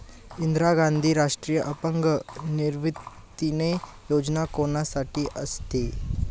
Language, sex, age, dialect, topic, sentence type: Marathi, male, 18-24, Standard Marathi, banking, question